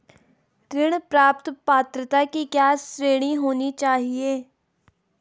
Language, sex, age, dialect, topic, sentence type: Hindi, female, 18-24, Garhwali, banking, question